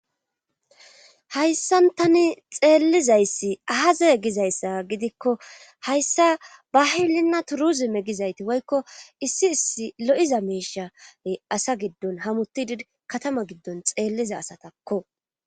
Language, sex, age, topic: Gamo, female, 25-35, government